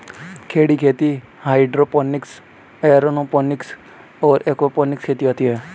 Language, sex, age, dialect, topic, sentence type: Hindi, male, 18-24, Hindustani Malvi Khadi Boli, agriculture, statement